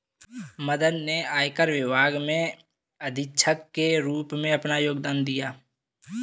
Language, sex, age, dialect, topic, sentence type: Hindi, male, 18-24, Kanauji Braj Bhasha, banking, statement